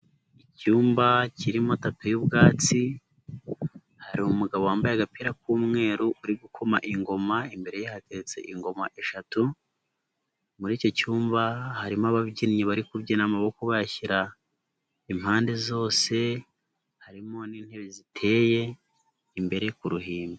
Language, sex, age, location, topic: Kinyarwanda, male, 18-24, Nyagatare, government